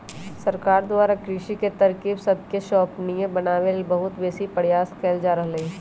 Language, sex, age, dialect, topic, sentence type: Magahi, male, 18-24, Western, agriculture, statement